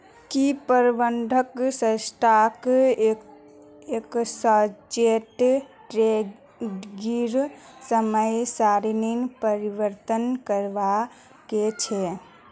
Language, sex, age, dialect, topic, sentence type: Magahi, female, 25-30, Northeastern/Surjapuri, banking, statement